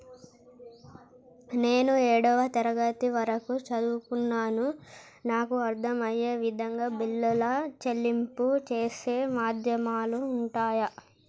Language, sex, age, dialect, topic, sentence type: Telugu, male, 51-55, Telangana, banking, question